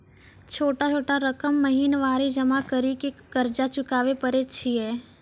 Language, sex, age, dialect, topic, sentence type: Maithili, female, 25-30, Angika, banking, question